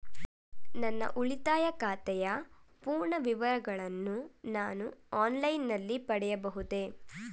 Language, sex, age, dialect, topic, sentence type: Kannada, female, 18-24, Mysore Kannada, banking, question